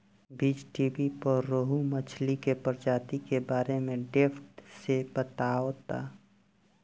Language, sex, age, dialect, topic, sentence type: Bhojpuri, male, 18-24, Southern / Standard, agriculture, question